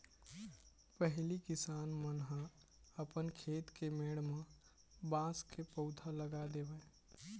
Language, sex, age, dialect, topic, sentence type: Chhattisgarhi, male, 18-24, Eastern, agriculture, statement